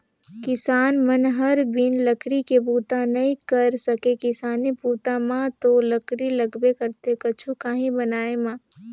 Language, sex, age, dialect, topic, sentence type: Chhattisgarhi, female, 18-24, Northern/Bhandar, agriculture, statement